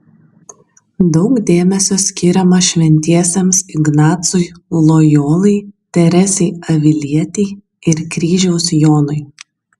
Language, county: Lithuanian, Kaunas